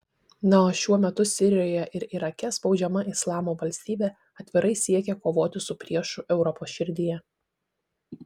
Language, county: Lithuanian, Šiauliai